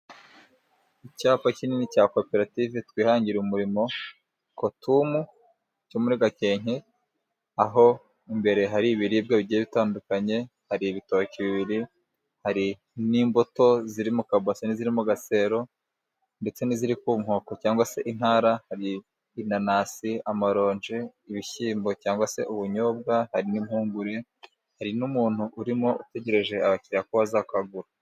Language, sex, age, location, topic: Kinyarwanda, male, 25-35, Musanze, finance